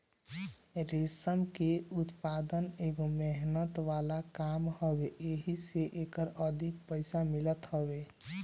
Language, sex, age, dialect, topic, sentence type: Bhojpuri, male, 18-24, Northern, agriculture, statement